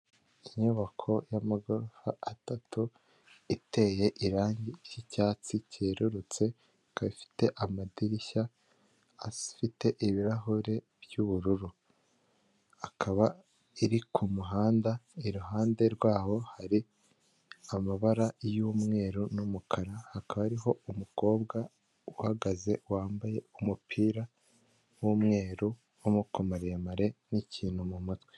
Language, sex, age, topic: Kinyarwanda, male, 18-24, government